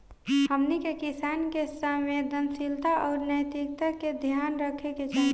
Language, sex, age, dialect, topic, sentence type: Bhojpuri, female, 25-30, Southern / Standard, agriculture, question